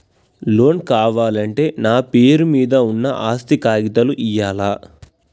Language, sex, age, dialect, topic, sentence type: Telugu, male, 18-24, Telangana, banking, question